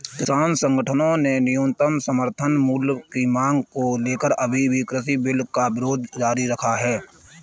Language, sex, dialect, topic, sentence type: Hindi, male, Kanauji Braj Bhasha, agriculture, statement